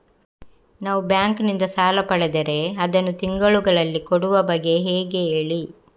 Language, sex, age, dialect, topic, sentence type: Kannada, female, 25-30, Coastal/Dakshin, banking, question